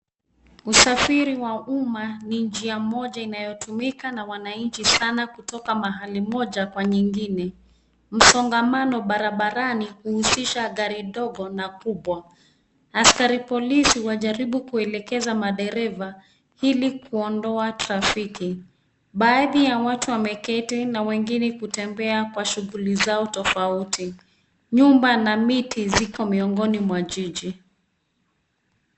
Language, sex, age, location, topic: Swahili, female, 36-49, Nairobi, government